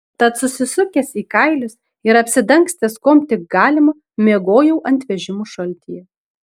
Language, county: Lithuanian, Šiauliai